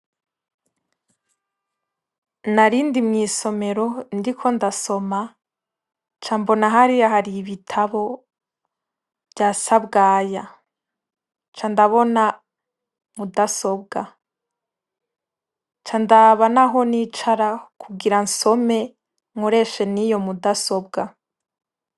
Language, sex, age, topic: Rundi, female, 18-24, education